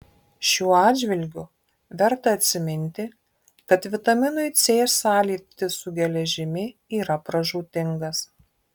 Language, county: Lithuanian, Marijampolė